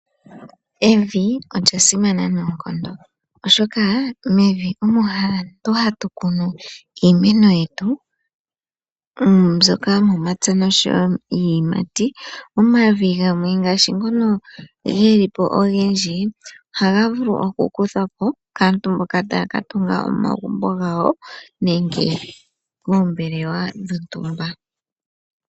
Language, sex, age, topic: Oshiwambo, male, 18-24, agriculture